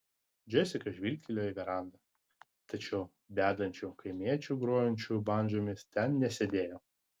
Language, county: Lithuanian, Vilnius